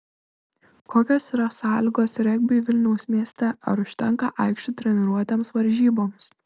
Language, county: Lithuanian, Šiauliai